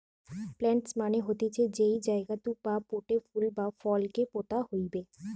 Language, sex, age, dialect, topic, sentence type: Bengali, female, 25-30, Western, agriculture, statement